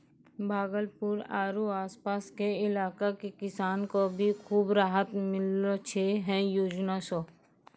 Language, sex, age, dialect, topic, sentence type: Maithili, female, 25-30, Angika, agriculture, statement